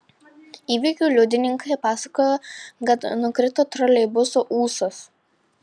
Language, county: Lithuanian, Panevėžys